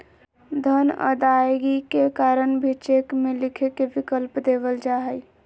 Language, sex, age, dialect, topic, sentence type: Magahi, male, 18-24, Southern, banking, statement